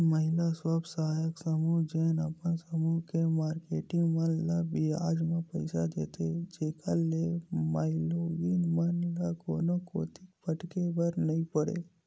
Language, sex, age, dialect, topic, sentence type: Chhattisgarhi, male, 18-24, Western/Budati/Khatahi, banking, statement